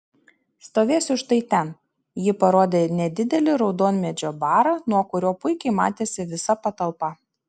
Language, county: Lithuanian, Šiauliai